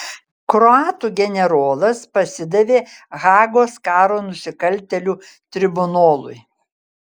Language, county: Lithuanian, Kaunas